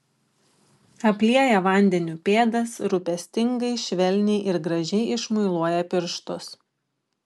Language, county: Lithuanian, Klaipėda